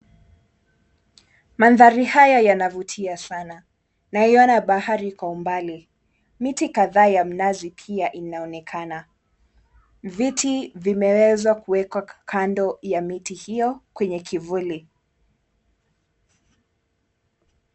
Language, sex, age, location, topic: Swahili, female, 18-24, Mombasa, government